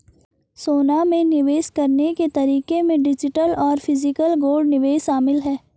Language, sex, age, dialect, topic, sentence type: Hindi, female, 51-55, Garhwali, banking, statement